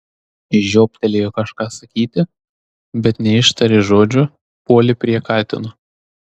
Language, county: Lithuanian, Tauragė